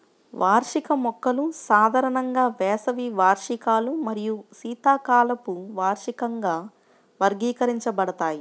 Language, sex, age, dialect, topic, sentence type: Telugu, male, 25-30, Central/Coastal, agriculture, statement